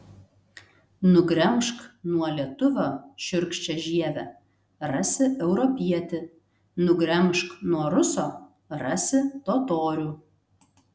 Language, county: Lithuanian, Telšiai